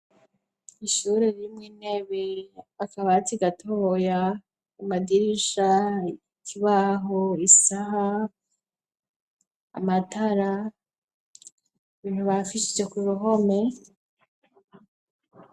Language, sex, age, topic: Rundi, female, 25-35, education